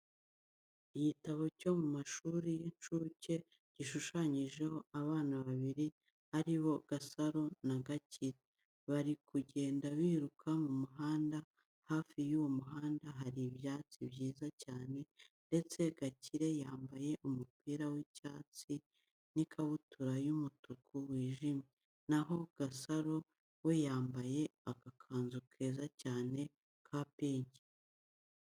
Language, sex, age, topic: Kinyarwanda, female, 25-35, education